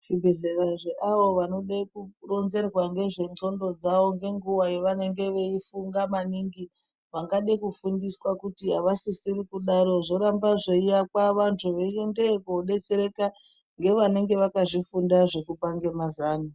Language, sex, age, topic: Ndau, female, 36-49, health